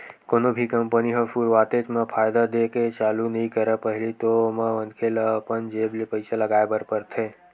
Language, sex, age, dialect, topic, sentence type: Chhattisgarhi, male, 18-24, Western/Budati/Khatahi, banking, statement